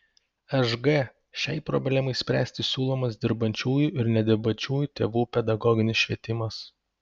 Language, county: Lithuanian, Panevėžys